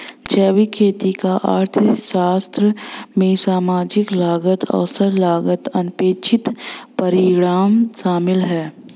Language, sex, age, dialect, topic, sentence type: Hindi, female, 18-24, Hindustani Malvi Khadi Boli, agriculture, statement